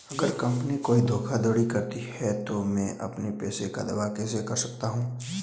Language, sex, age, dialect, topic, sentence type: Hindi, male, 18-24, Marwari Dhudhari, banking, question